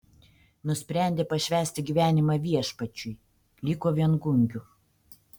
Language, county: Lithuanian, Panevėžys